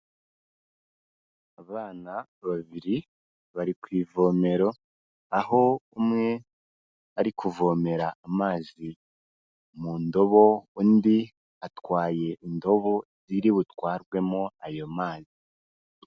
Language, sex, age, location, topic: Kinyarwanda, male, 18-24, Kigali, health